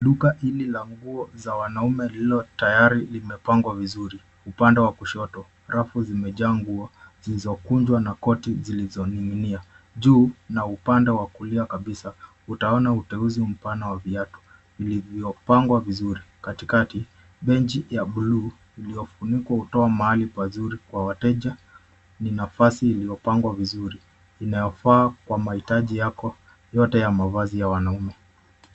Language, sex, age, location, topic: Swahili, male, 25-35, Nairobi, finance